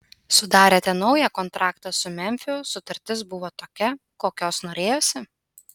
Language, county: Lithuanian, Utena